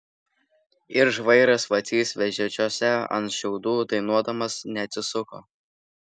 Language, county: Lithuanian, Vilnius